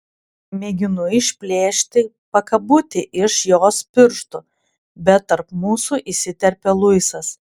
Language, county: Lithuanian, Klaipėda